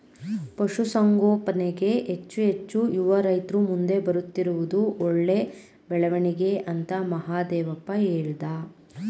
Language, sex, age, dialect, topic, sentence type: Kannada, female, 25-30, Mysore Kannada, agriculture, statement